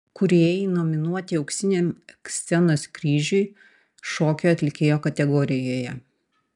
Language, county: Lithuanian, Panevėžys